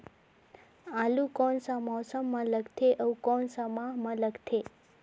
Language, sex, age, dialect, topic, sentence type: Chhattisgarhi, female, 18-24, Northern/Bhandar, agriculture, question